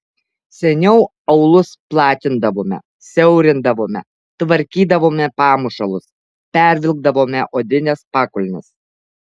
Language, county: Lithuanian, Alytus